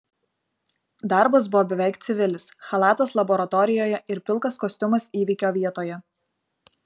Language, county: Lithuanian, Vilnius